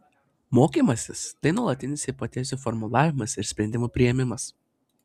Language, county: Lithuanian, Panevėžys